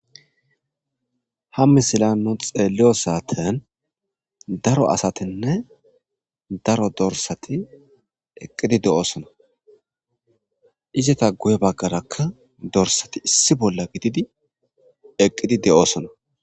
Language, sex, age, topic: Gamo, male, 25-35, agriculture